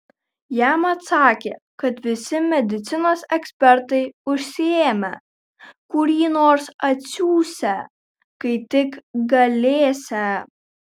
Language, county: Lithuanian, Kaunas